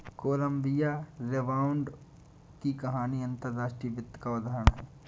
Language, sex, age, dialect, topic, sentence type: Hindi, male, 18-24, Awadhi Bundeli, banking, statement